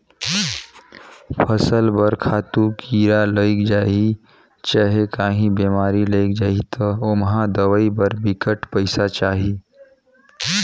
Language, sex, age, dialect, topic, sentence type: Chhattisgarhi, male, 31-35, Northern/Bhandar, banking, statement